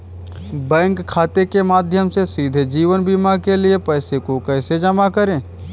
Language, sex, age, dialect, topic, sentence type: Hindi, male, 25-30, Kanauji Braj Bhasha, banking, question